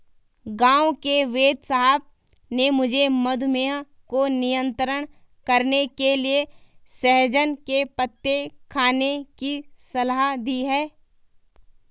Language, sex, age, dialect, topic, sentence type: Hindi, female, 18-24, Garhwali, agriculture, statement